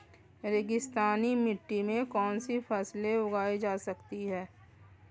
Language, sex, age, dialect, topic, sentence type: Hindi, female, 25-30, Marwari Dhudhari, agriculture, question